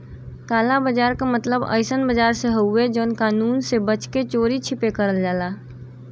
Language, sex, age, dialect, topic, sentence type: Bhojpuri, female, 18-24, Western, banking, statement